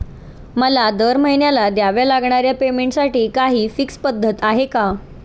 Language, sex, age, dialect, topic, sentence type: Marathi, female, 18-24, Standard Marathi, banking, question